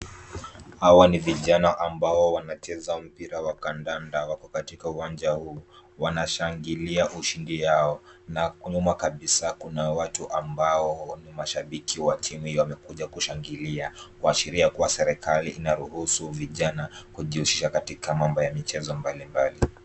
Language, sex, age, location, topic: Swahili, male, 18-24, Kisumu, government